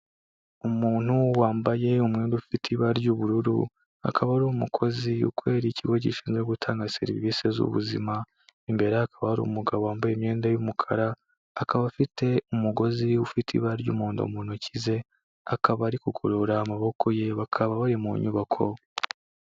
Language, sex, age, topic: Kinyarwanda, male, 18-24, health